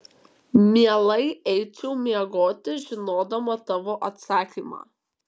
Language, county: Lithuanian, Kaunas